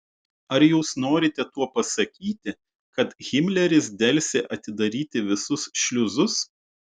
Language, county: Lithuanian, Utena